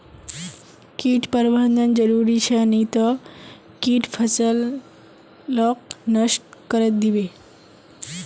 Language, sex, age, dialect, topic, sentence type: Magahi, female, 18-24, Northeastern/Surjapuri, agriculture, statement